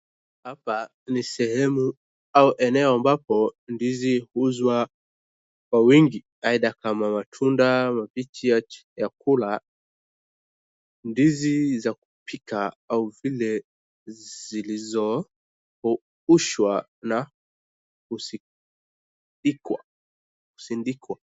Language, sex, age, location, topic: Swahili, male, 18-24, Wajir, agriculture